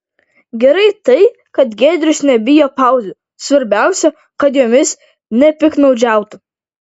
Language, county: Lithuanian, Vilnius